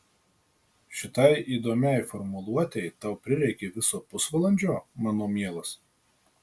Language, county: Lithuanian, Marijampolė